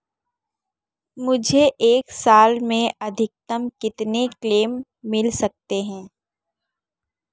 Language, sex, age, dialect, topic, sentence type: Hindi, female, 18-24, Marwari Dhudhari, banking, question